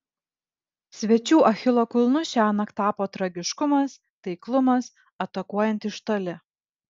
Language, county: Lithuanian, Vilnius